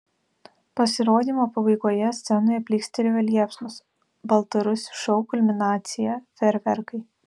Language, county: Lithuanian, Alytus